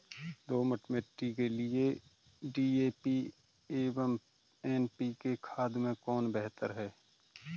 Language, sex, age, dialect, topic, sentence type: Hindi, male, 41-45, Kanauji Braj Bhasha, agriculture, question